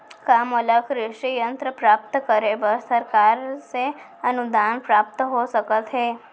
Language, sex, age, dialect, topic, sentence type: Chhattisgarhi, female, 18-24, Central, agriculture, question